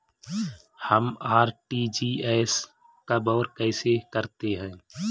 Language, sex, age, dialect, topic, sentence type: Hindi, male, 36-40, Marwari Dhudhari, banking, question